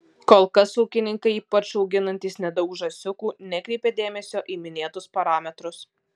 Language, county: Lithuanian, Alytus